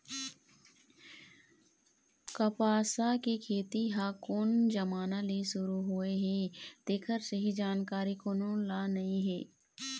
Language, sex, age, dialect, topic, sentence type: Chhattisgarhi, female, 18-24, Eastern, agriculture, statement